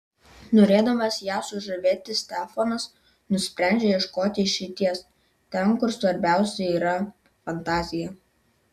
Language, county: Lithuanian, Vilnius